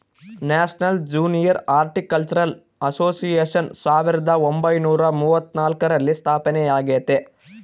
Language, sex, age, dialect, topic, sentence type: Kannada, male, 18-24, Central, agriculture, statement